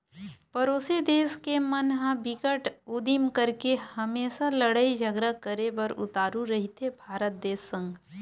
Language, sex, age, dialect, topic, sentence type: Chhattisgarhi, female, 18-24, Western/Budati/Khatahi, banking, statement